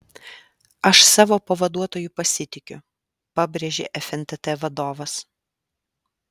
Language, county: Lithuanian, Alytus